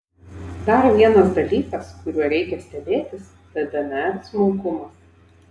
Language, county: Lithuanian, Vilnius